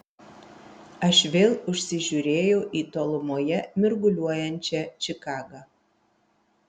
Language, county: Lithuanian, Vilnius